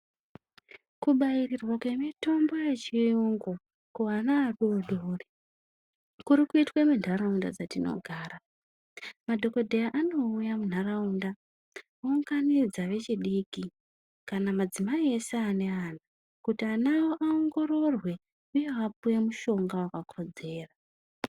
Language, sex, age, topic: Ndau, female, 25-35, health